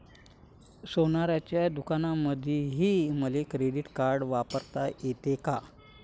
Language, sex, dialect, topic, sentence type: Marathi, male, Varhadi, banking, question